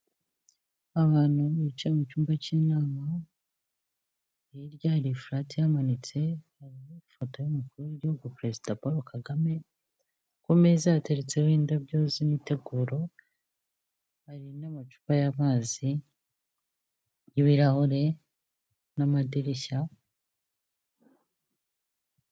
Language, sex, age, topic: Kinyarwanda, female, 25-35, health